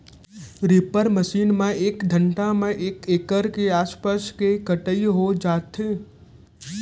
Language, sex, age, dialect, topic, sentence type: Chhattisgarhi, male, 18-24, Central, agriculture, statement